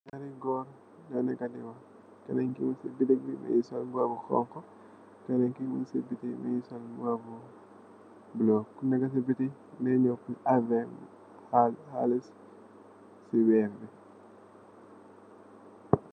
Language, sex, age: Wolof, male, 18-24